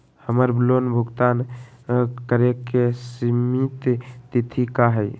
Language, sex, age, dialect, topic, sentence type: Magahi, male, 18-24, Western, banking, question